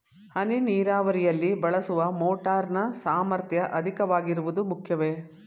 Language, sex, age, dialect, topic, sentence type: Kannada, female, 51-55, Mysore Kannada, agriculture, question